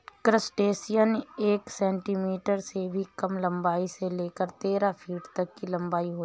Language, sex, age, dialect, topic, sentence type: Hindi, female, 31-35, Awadhi Bundeli, agriculture, statement